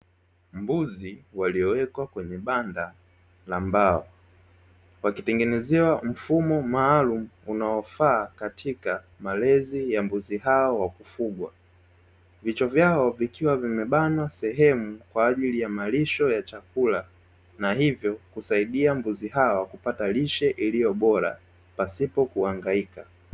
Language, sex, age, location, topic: Swahili, male, 25-35, Dar es Salaam, agriculture